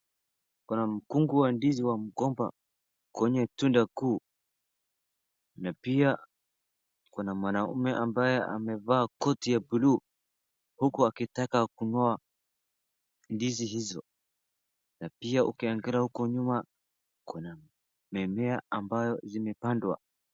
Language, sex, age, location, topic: Swahili, male, 18-24, Wajir, agriculture